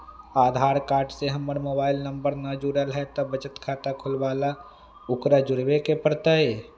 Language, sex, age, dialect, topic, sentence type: Magahi, male, 25-30, Western, banking, question